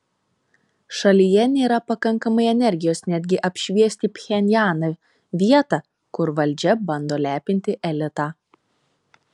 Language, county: Lithuanian, Telšiai